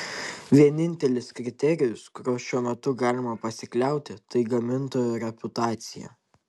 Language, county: Lithuanian, Tauragė